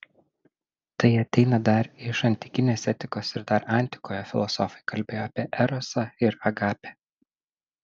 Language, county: Lithuanian, Šiauliai